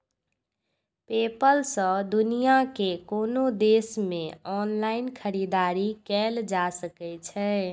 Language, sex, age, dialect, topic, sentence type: Maithili, female, 46-50, Eastern / Thethi, banking, statement